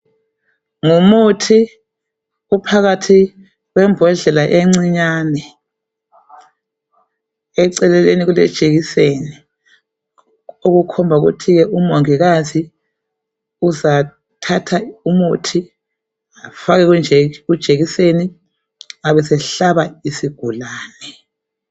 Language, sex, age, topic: North Ndebele, female, 50+, health